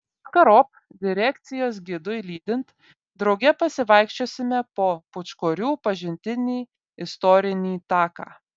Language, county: Lithuanian, Vilnius